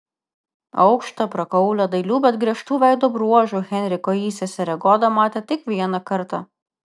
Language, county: Lithuanian, Vilnius